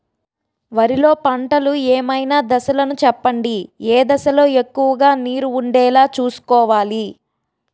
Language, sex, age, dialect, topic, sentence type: Telugu, female, 18-24, Utterandhra, agriculture, question